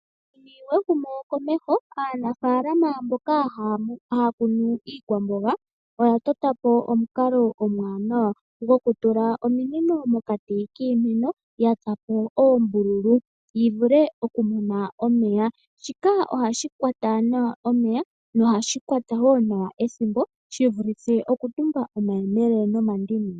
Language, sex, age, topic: Oshiwambo, female, 18-24, agriculture